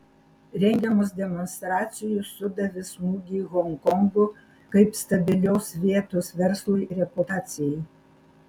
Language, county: Lithuanian, Alytus